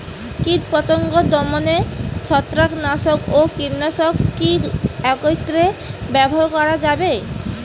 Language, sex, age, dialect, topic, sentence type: Bengali, female, 18-24, Rajbangshi, agriculture, question